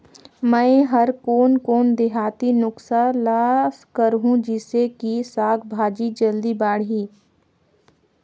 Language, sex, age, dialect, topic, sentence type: Chhattisgarhi, female, 25-30, Northern/Bhandar, agriculture, question